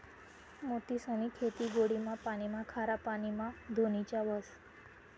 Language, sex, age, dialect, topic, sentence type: Marathi, female, 18-24, Northern Konkan, agriculture, statement